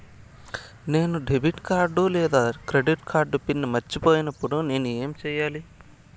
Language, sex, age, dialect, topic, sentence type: Telugu, male, 18-24, Southern, banking, question